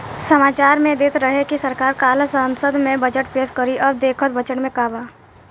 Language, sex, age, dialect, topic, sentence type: Bhojpuri, female, 18-24, Southern / Standard, banking, statement